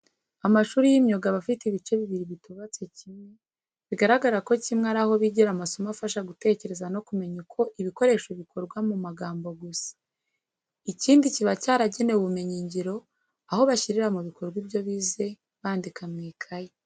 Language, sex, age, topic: Kinyarwanda, female, 18-24, education